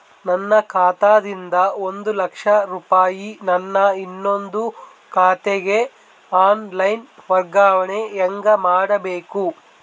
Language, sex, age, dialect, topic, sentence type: Kannada, male, 18-24, Northeastern, banking, question